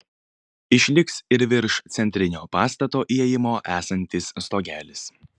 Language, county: Lithuanian, Panevėžys